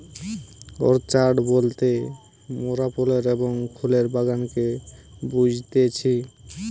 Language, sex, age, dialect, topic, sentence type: Bengali, male, 18-24, Western, agriculture, statement